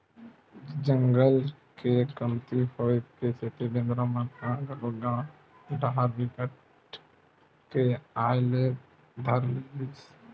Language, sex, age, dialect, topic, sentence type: Chhattisgarhi, male, 25-30, Western/Budati/Khatahi, agriculture, statement